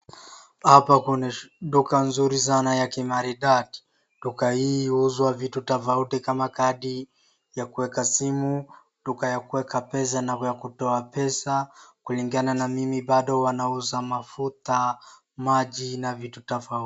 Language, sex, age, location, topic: Swahili, female, 36-49, Wajir, finance